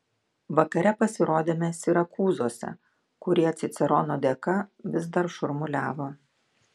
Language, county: Lithuanian, Klaipėda